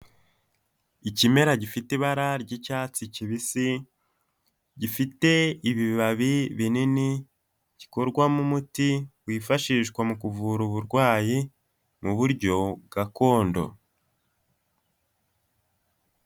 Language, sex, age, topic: Kinyarwanda, male, 18-24, health